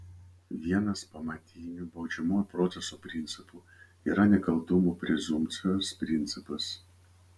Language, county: Lithuanian, Vilnius